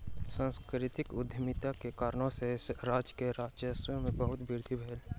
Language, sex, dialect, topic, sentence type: Maithili, male, Southern/Standard, banking, statement